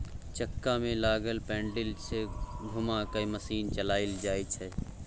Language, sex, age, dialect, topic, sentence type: Maithili, male, 25-30, Bajjika, agriculture, statement